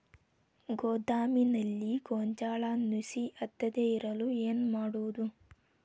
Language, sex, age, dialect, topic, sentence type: Kannada, female, 18-24, Dharwad Kannada, agriculture, question